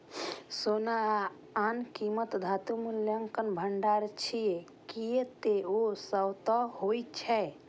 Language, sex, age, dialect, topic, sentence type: Maithili, female, 25-30, Eastern / Thethi, banking, statement